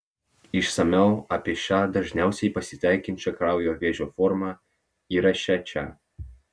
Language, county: Lithuanian, Vilnius